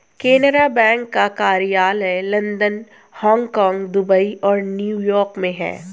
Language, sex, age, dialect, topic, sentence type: Hindi, female, 18-24, Hindustani Malvi Khadi Boli, banking, statement